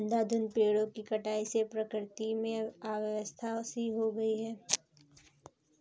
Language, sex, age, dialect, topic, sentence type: Hindi, female, 25-30, Kanauji Braj Bhasha, agriculture, statement